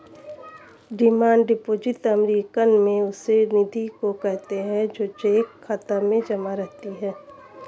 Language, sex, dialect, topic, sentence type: Hindi, female, Marwari Dhudhari, banking, statement